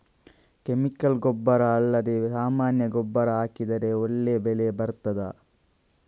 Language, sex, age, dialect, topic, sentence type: Kannada, male, 31-35, Coastal/Dakshin, agriculture, question